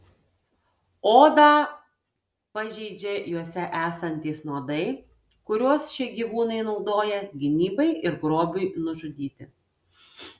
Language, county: Lithuanian, Tauragė